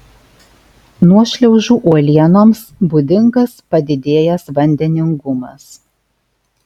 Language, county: Lithuanian, Alytus